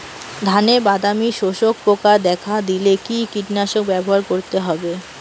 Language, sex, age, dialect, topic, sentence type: Bengali, female, 18-24, Rajbangshi, agriculture, question